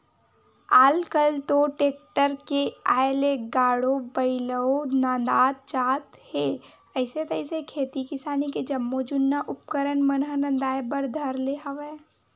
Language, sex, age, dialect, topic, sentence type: Chhattisgarhi, male, 18-24, Western/Budati/Khatahi, agriculture, statement